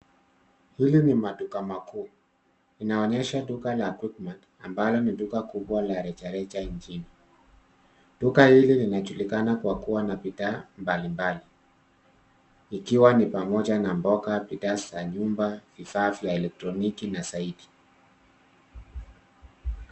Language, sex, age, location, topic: Swahili, male, 36-49, Nairobi, finance